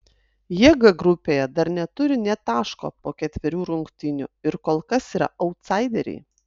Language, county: Lithuanian, Utena